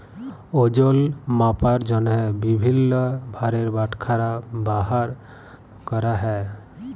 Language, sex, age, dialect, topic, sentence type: Bengali, male, 25-30, Jharkhandi, agriculture, statement